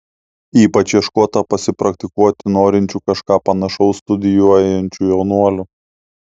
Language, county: Lithuanian, Klaipėda